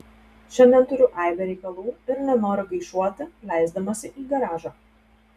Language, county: Lithuanian, Telšiai